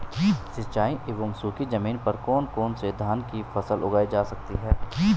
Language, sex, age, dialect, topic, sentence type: Hindi, male, 18-24, Garhwali, agriculture, question